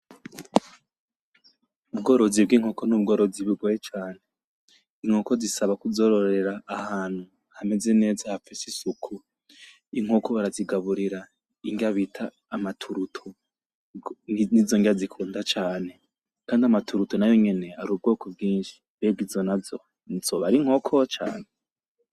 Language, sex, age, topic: Rundi, male, 25-35, agriculture